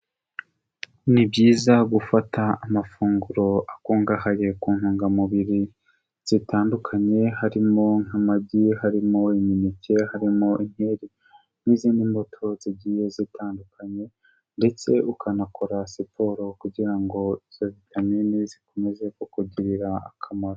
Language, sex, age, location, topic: Kinyarwanda, male, 18-24, Kigali, health